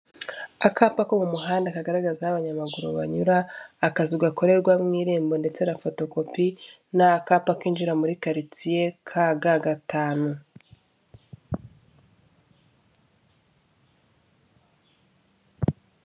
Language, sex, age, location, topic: Kinyarwanda, female, 25-35, Kigali, government